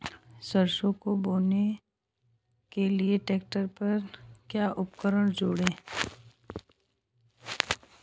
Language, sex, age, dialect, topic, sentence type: Hindi, male, 18-24, Hindustani Malvi Khadi Boli, agriculture, question